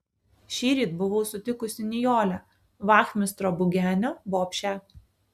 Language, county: Lithuanian, Alytus